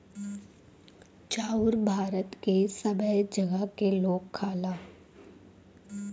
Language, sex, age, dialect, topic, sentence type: Bhojpuri, female, 18-24, Western, agriculture, statement